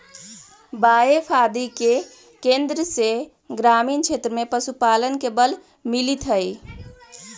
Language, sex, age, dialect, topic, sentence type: Magahi, female, 18-24, Central/Standard, banking, statement